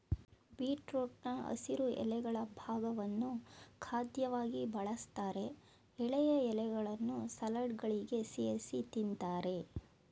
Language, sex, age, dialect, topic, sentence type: Kannada, female, 41-45, Mysore Kannada, agriculture, statement